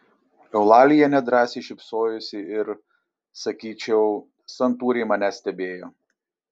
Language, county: Lithuanian, Šiauliai